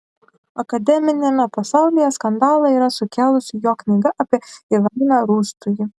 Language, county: Lithuanian, Šiauliai